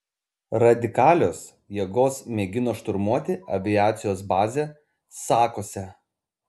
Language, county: Lithuanian, Kaunas